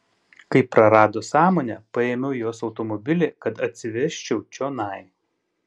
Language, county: Lithuanian, Panevėžys